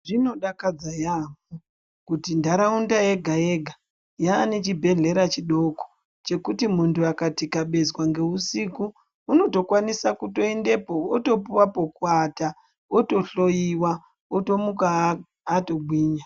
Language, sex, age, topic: Ndau, female, 25-35, health